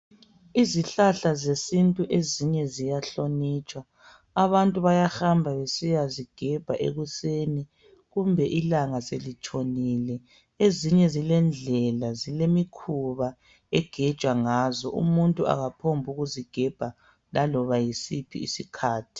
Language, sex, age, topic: North Ndebele, female, 25-35, health